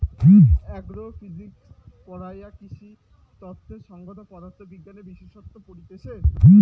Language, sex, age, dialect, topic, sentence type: Bengali, male, 18-24, Rajbangshi, agriculture, statement